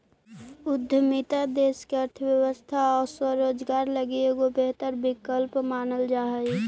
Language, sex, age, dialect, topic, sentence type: Magahi, female, 18-24, Central/Standard, banking, statement